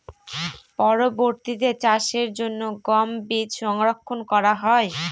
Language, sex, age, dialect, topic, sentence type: Bengali, female, 36-40, Northern/Varendri, agriculture, question